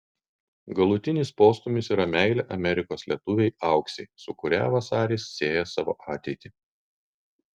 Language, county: Lithuanian, Kaunas